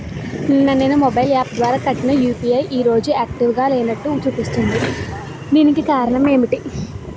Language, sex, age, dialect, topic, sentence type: Telugu, female, 18-24, Utterandhra, banking, question